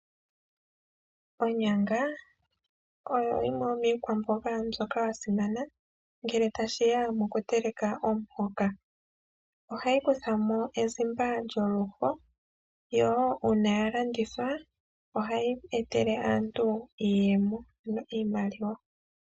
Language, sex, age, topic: Oshiwambo, male, 25-35, agriculture